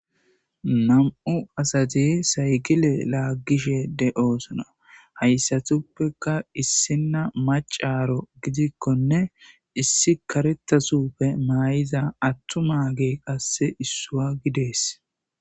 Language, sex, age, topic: Gamo, male, 25-35, government